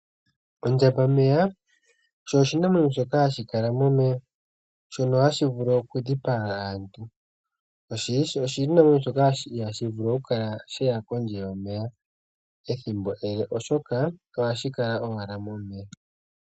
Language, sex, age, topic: Oshiwambo, female, 25-35, agriculture